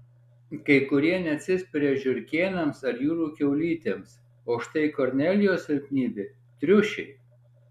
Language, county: Lithuanian, Alytus